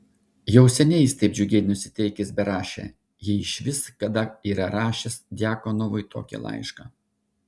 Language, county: Lithuanian, Šiauliai